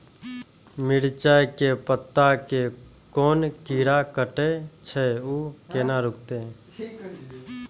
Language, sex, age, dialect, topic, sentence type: Maithili, male, 18-24, Eastern / Thethi, agriculture, question